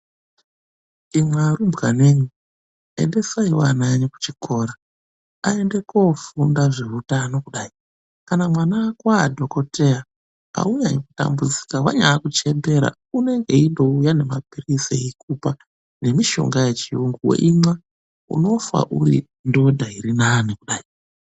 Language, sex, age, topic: Ndau, male, 25-35, health